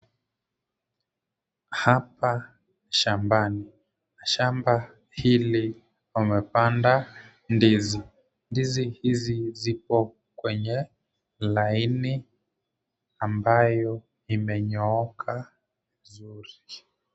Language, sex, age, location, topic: Swahili, male, 25-35, Kisumu, agriculture